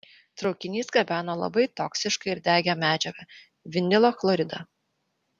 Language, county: Lithuanian, Vilnius